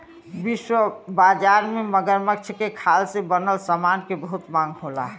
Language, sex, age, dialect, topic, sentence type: Bhojpuri, female, 60-100, Western, agriculture, statement